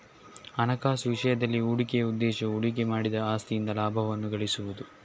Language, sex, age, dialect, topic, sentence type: Kannada, male, 18-24, Coastal/Dakshin, banking, statement